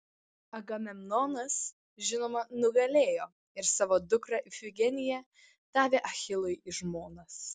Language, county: Lithuanian, Vilnius